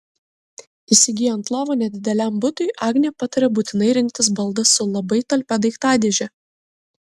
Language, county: Lithuanian, Kaunas